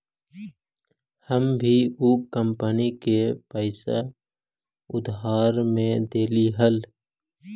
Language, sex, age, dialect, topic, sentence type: Magahi, male, 18-24, Central/Standard, agriculture, statement